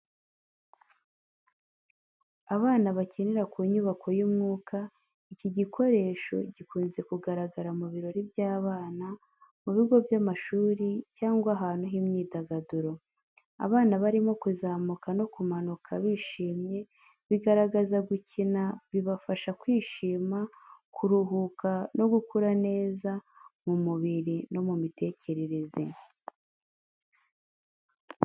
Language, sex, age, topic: Kinyarwanda, female, 25-35, education